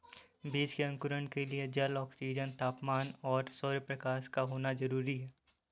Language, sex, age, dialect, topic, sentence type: Hindi, male, 18-24, Kanauji Braj Bhasha, agriculture, statement